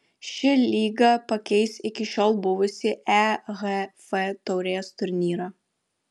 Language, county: Lithuanian, Vilnius